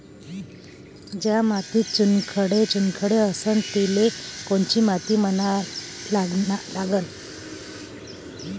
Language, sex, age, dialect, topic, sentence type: Marathi, male, 18-24, Varhadi, agriculture, question